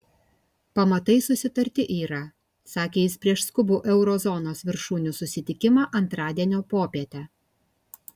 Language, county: Lithuanian, Kaunas